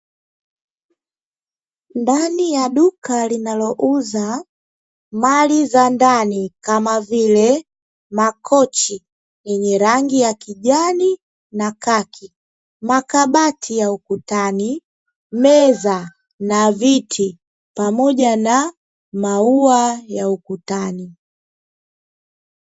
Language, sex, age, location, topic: Swahili, female, 18-24, Dar es Salaam, finance